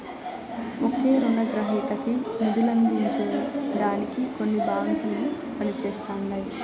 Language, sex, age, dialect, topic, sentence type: Telugu, male, 18-24, Southern, banking, statement